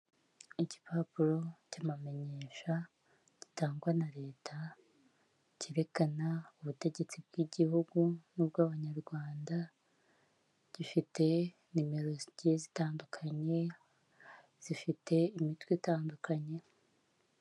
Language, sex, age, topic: Kinyarwanda, female, 18-24, government